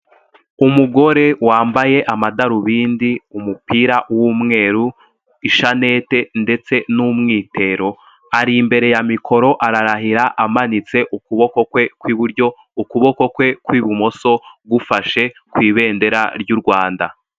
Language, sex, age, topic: Kinyarwanda, male, 18-24, government